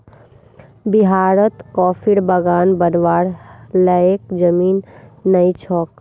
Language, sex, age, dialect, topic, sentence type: Magahi, female, 41-45, Northeastern/Surjapuri, agriculture, statement